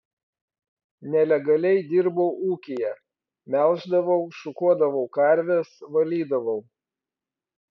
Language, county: Lithuanian, Vilnius